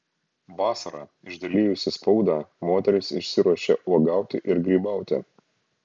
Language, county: Lithuanian, Šiauliai